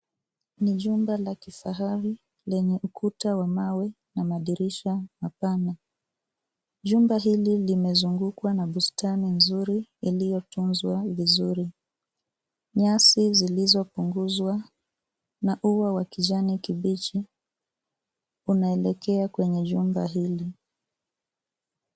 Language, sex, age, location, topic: Swahili, female, 25-35, Nairobi, finance